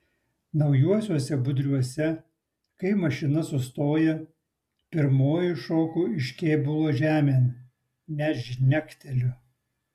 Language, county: Lithuanian, Utena